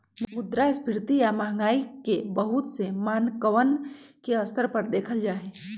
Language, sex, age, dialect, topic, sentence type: Magahi, female, 41-45, Western, banking, statement